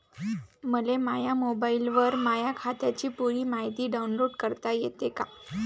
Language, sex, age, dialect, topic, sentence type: Marathi, female, 18-24, Varhadi, banking, question